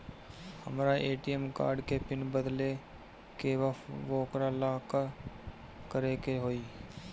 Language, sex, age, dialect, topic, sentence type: Bhojpuri, male, 25-30, Northern, banking, question